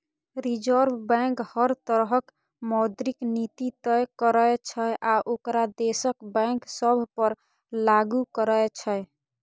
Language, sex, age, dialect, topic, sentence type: Maithili, female, 25-30, Eastern / Thethi, banking, statement